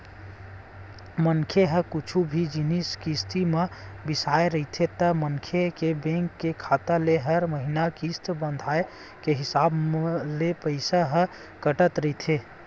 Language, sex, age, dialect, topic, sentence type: Chhattisgarhi, male, 18-24, Western/Budati/Khatahi, banking, statement